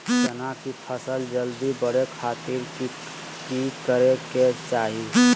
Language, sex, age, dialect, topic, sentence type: Magahi, male, 36-40, Southern, agriculture, question